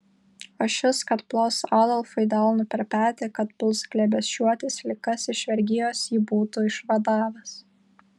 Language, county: Lithuanian, Vilnius